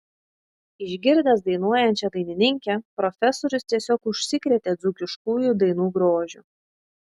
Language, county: Lithuanian, Šiauliai